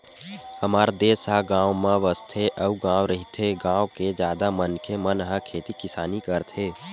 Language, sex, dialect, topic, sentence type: Chhattisgarhi, male, Western/Budati/Khatahi, agriculture, statement